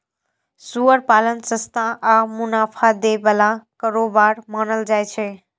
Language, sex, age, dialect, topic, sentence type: Maithili, female, 18-24, Eastern / Thethi, agriculture, statement